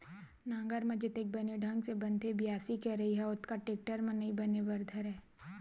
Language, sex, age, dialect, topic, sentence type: Chhattisgarhi, female, 60-100, Western/Budati/Khatahi, agriculture, statement